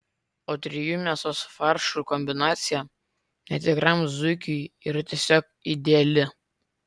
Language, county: Lithuanian, Vilnius